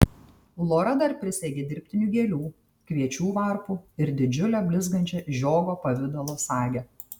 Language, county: Lithuanian, Tauragė